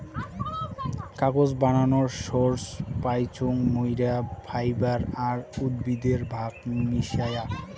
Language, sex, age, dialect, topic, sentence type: Bengali, male, 60-100, Rajbangshi, agriculture, statement